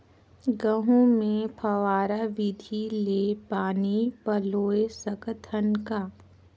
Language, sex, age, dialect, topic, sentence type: Chhattisgarhi, female, 25-30, Northern/Bhandar, agriculture, question